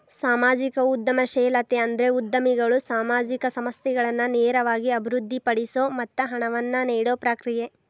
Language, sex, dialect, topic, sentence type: Kannada, female, Dharwad Kannada, banking, statement